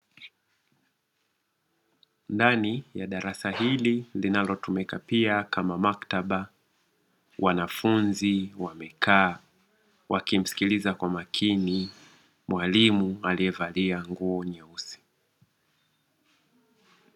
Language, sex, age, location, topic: Swahili, male, 36-49, Dar es Salaam, education